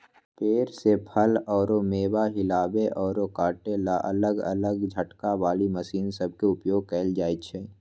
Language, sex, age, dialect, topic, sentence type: Magahi, male, 18-24, Western, agriculture, statement